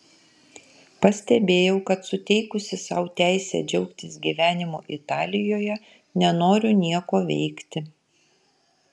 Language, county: Lithuanian, Kaunas